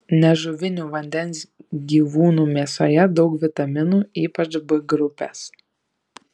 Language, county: Lithuanian, Šiauliai